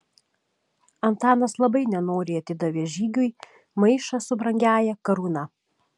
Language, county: Lithuanian, Šiauliai